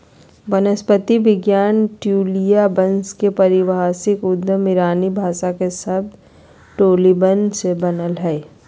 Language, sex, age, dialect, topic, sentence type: Magahi, female, 31-35, Southern, agriculture, statement